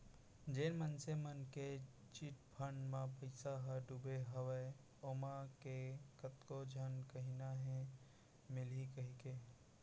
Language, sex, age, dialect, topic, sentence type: Chhattisgarhi, male, 56-60, Central, banking, statement